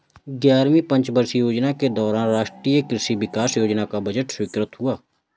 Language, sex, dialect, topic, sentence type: Hindi, male, Awadhi Bundeli, agriculture, statement